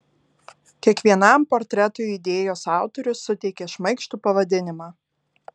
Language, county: Lithuanian, Alytus